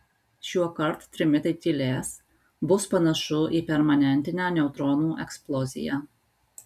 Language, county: Lithuanian, Alytus